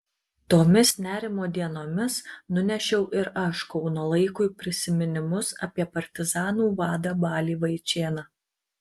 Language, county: Lithuanian, Marijampolė